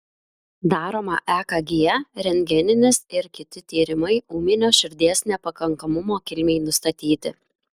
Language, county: Lithuanian, Klaipėda